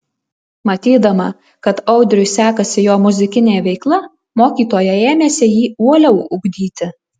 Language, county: Lithuanian, Alytus